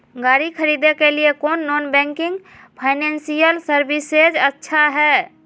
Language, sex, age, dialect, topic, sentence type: Magahi, female, 18-24, Southern, banking, question